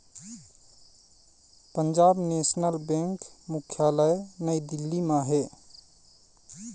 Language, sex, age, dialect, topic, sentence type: Chhattisgarhi, male, 31-35, Eastern, banking, statement